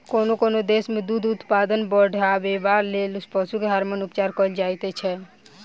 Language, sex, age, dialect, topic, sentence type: Maithili, female, 18-24, Southern/Standard, agriculture, statement